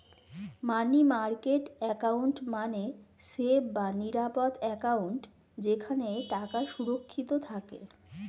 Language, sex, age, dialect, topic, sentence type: Bengali, female, 41-45, Standard Colloquial, banking, statement